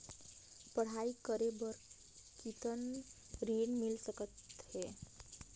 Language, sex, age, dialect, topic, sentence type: Chhattisgarhi, female, 18-24, Northern/Bhandar, banking, question